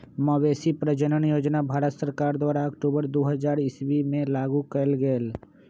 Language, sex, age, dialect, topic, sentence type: Magahi, male, 25-30, Western, agriculture, statement